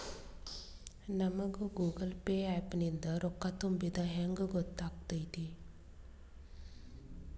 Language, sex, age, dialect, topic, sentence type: Kannada, female, 36-40, Dharwad Kannada, banking, question